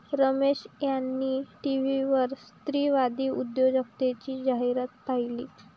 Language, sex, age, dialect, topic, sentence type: Marathi, female, 18-24, Varhadi, banking, statement